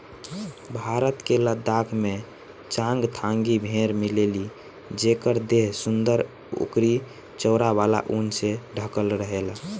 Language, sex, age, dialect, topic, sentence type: Bhojpuri, male, 18-24, Southern / Standard, agriculture, statement